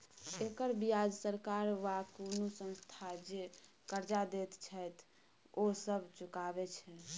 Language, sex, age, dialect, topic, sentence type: Maithili, female, 18-24, Bajjika, banking, statement